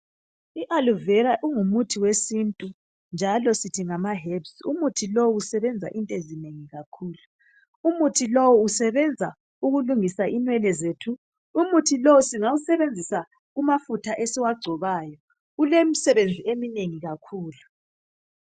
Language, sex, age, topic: North Ndebele, female, 36-49, health